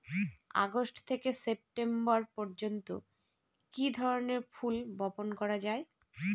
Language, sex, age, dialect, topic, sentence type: Bengali, female, 36-40, Northern/Varendri, agriculture, question